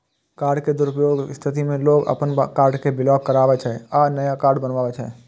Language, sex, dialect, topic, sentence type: Maithili, male, Eastern / Thethi, banking, statement